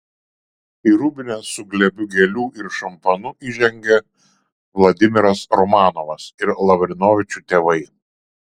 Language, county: Lithuanian, Šiauliai